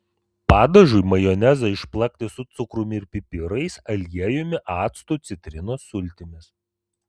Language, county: Lithuanian, Vilnius